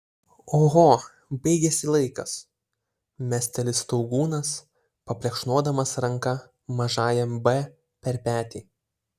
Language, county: Lithuanian, Utena